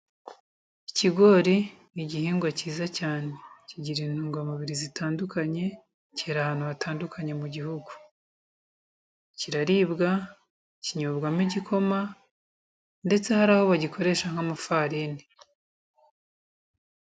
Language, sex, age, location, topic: Kinyarwanda, female, 36-49, Kigali, agriculture